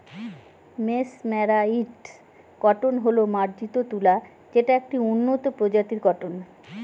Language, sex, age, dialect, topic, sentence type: Bengali, female, 18-24, Northern/Varendri, agriculture, statement